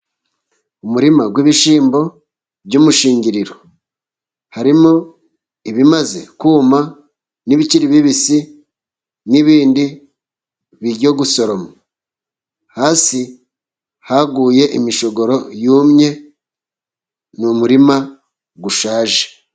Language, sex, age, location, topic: Kinyarwanda, male, 36-49, Musanze, agriculture